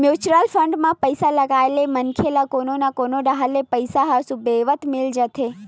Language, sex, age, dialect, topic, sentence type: Chhattisgarhi, female, 18-24, Western/Budati/Khatahi, banking, statement